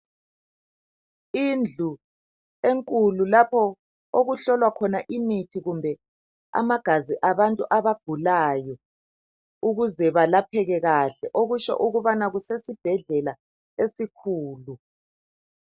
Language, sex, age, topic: North Ndebele, male, 50+, health